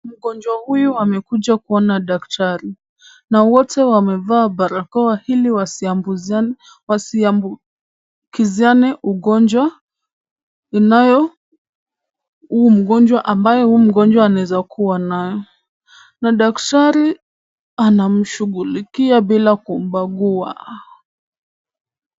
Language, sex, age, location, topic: Swahili, male, 18-24, Kisumu, health